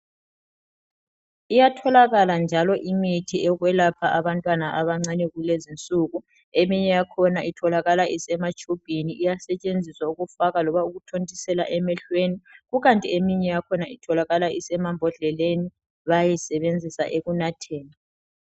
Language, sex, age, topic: North Ndebele, male, 36-49, health